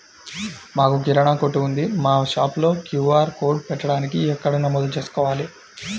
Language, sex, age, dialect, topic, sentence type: Telugu, male, 25-30, Central/Coastal, banking, question